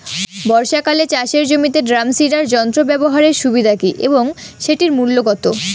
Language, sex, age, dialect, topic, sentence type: Bengali, female, 18-24, Rajbangshi, agriculture, question